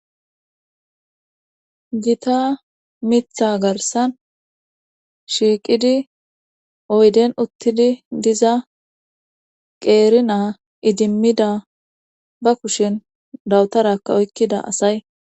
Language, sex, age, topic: Gamo, female, 18-24, government